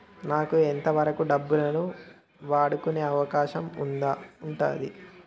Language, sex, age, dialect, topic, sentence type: Telugu, male, 18-24, Telangana, banking, question